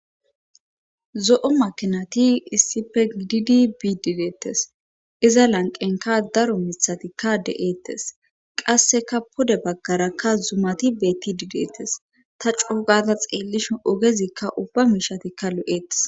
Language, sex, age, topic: Gamo, female, 18-24, government